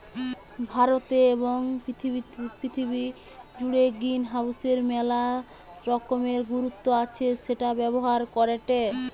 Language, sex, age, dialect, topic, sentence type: Bengali, female, 18-24, Western, agriculture, statement